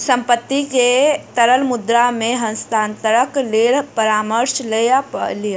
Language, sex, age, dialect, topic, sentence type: Maithili, female, 51-55, Southern/Standard, banking, statement